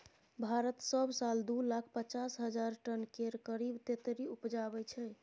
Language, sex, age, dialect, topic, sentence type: Maithili, female, 31-35, Bajjika, agriculture, statement